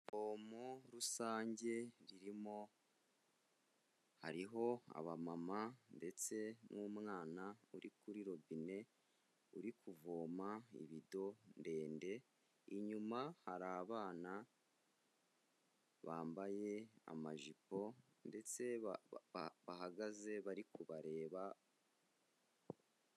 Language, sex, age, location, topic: Kinyarwanda, male, 25-35, Kigali, health